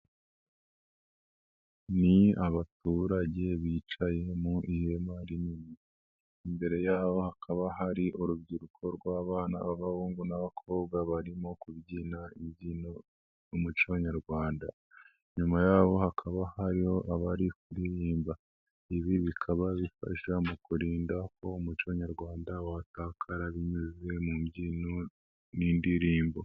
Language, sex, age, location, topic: Kinyarwanda, male, 18-24, Nyagatare, government